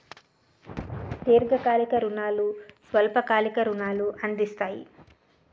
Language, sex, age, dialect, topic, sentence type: Telugu, female, 36-40, Utterandhra, banking, statement